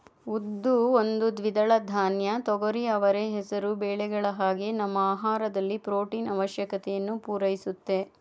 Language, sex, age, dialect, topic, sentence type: Kannada, female, 31-35, Mysore Kannada, agriculture, statement